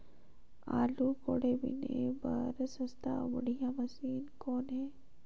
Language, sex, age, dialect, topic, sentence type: Chhattisgarhi, female, 18-24, Northern/Bhandar, agriculture, question